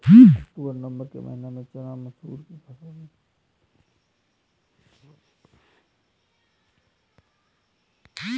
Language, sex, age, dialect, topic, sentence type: Hindi, male, 18-24, Awadhi Bundeli, agriculture, question